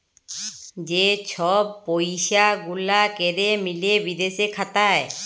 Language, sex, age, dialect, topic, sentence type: Bengali, female, 31-35, Jharkhandi, banking, statement